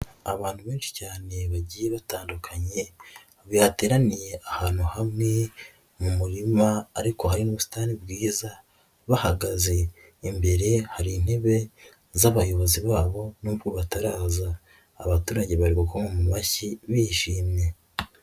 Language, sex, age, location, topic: Kinyarwanda, female, 25-35, Nyagatare, government